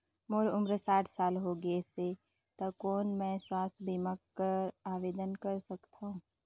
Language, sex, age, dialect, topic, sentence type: Chhattisgarhi, female, 25-30, Northern/Bhandar, banking, question